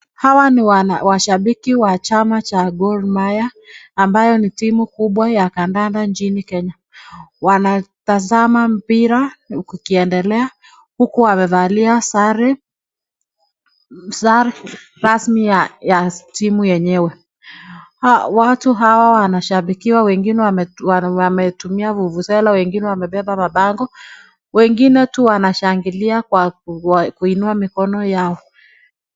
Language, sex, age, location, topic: Swahili, female, 25-35, Nakuru, government